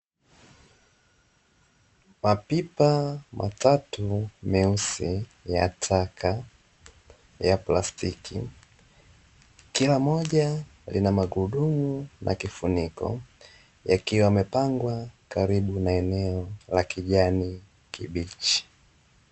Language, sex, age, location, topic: Swahili, male, 18-24, Dar es Salaam, government